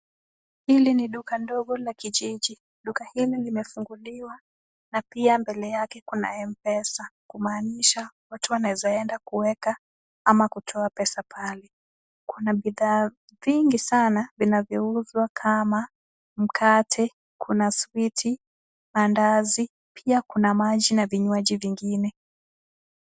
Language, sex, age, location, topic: Swahili, female, 25-35, Kisumu, finance